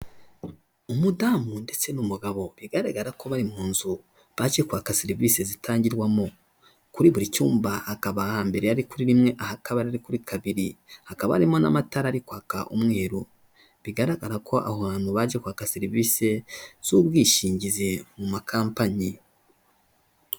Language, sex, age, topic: Kinyarwanda, male, 25-35, finance